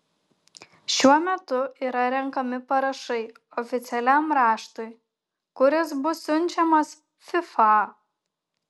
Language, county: Lithuanian, Šiauliai